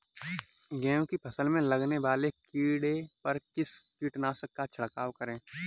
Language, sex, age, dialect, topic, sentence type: Hindi, male, 18-24, Kanauji Braj Bhasha, agriculture, question